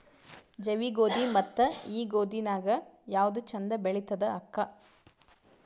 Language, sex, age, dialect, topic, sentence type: Kannada, female, 18-24, Northeastern, agriculture, question